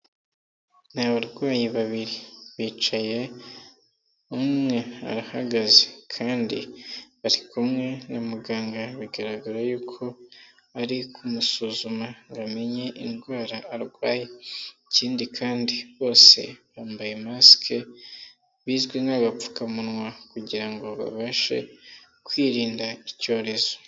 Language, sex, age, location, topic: Kinyarwanda, male, 18-24, Nyagatare, health